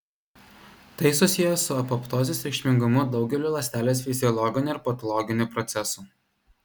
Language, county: Lithuanian, Vilnius